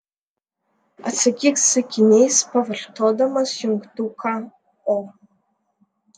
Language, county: Lithuanian, Vilnius